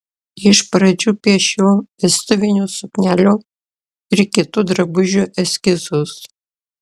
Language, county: Lithuanian, Klaipėda